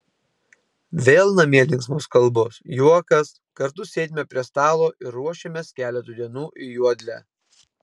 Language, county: Lithuanian, Panevėžys